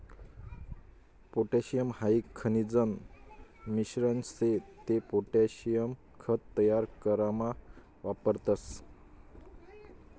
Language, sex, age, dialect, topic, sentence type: Marathi, male, 25-30, Northern Konkan, agriculture, statement